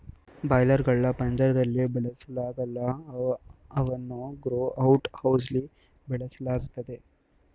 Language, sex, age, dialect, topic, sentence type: Kannada, male, 18-24, Mysore Kannada, agriculture, statement